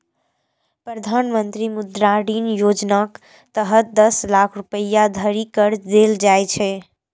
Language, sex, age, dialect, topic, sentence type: Maithili, female, 18-24, Eastern / Thethi, banking, statement